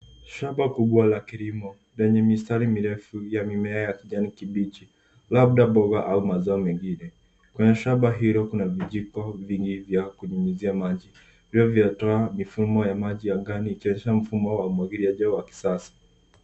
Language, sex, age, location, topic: Swahili, female, 50+, Nairobi, agriculture